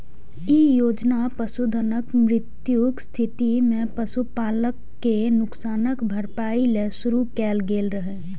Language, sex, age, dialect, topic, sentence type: Maithili, female, 18-24, Eastern / Thethi, agriculture, statement